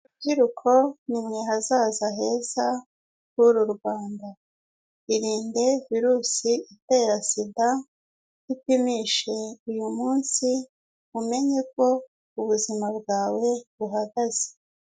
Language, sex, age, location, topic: Kinyarwanda, female, 18-24, Kigali, health